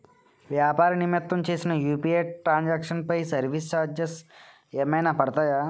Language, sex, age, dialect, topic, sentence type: Telugu, male, 18-24, Utterandhra, banking, question